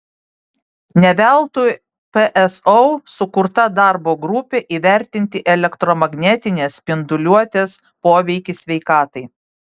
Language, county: Lithuanian, Vilnius